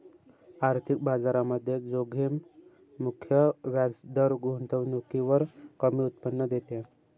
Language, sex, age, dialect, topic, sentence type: Marathi, male, 18-24, Northern Konkan, banking, statement